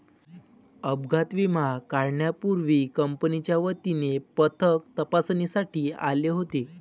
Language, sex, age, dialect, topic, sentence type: Marathi, male, 18-24, Varhadi, banking, statement